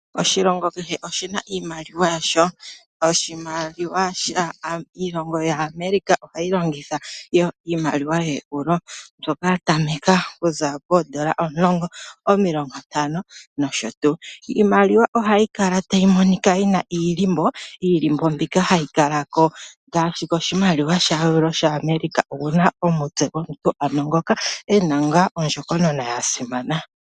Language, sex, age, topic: Oshiwambo, male, 25-35, finance